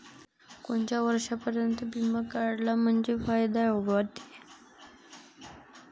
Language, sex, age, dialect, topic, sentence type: Marathi, female, 18-24, Varhadi, banking, question